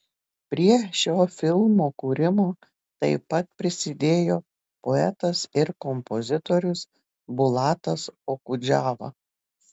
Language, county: Lithuanian, Telšiai